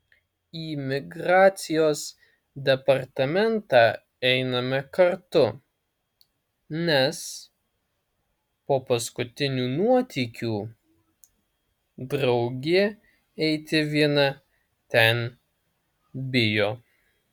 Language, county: Lithuanian, Alytus